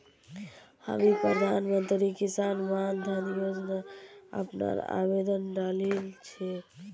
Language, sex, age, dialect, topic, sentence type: Magahi, female, 18-24, Northeastern/Surjapuri, agriculture, statement